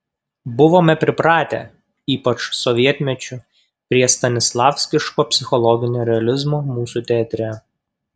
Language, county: Lithuanian, Kaunas